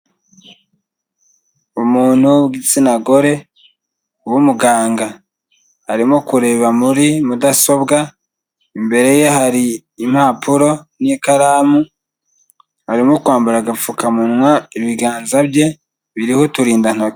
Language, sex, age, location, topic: Kinyarwanda, male, 25-35, Kigali, health